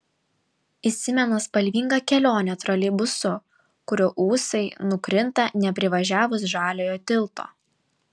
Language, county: Lithuanian, Vilnius